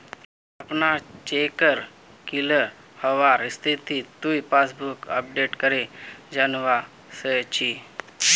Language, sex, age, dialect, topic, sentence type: Magahi, male, 25-30, Northeastern/Surjapuri, banking, statement